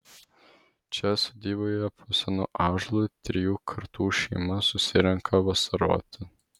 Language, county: Lithuanian, Vilnius